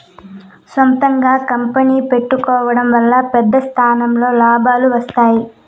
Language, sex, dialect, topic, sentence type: Telugu, female, Southern, banking, statement